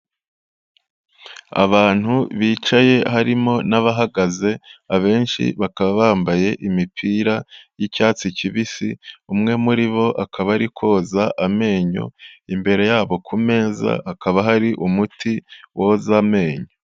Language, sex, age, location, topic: Kinyarwanda, male, 25-35, Kigali, health